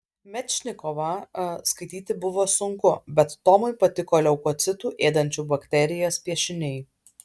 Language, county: Lithuanian, Alytus